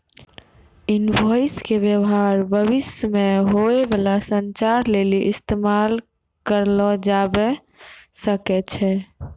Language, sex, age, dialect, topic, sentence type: Maithili, female, 18-24, Angika, banking, statement